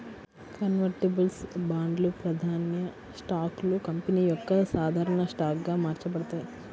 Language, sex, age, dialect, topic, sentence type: Telugu, female, 18-24, Central/Coastal, banking, statement